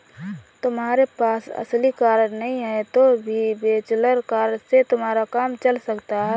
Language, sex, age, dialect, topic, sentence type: Hindi, female, 18-24, Awadhi Bundeli, banking, statement